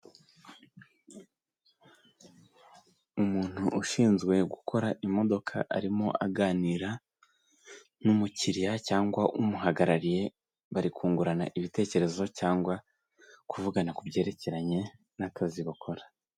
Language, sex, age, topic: Kinyarwanda, male, 18-24, finance